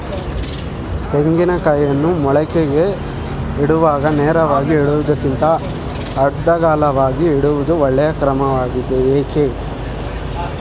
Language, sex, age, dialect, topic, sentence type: Kannada, male, 18-24, Mysore Kannada, agriculture, question